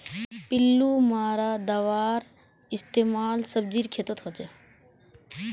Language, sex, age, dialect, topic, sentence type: Magahi, female, 18-24, Northeastern/Surjapuri, agriculture, statement